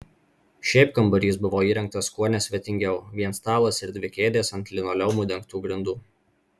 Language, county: Lithuanian, Marijampolė